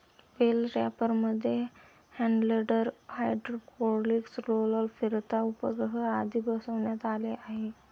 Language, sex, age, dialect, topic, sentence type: Marathi, male, 25-30, Standard Marathi, agriculture, statement